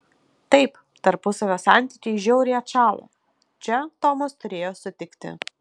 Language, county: Lithuanian, Kaunas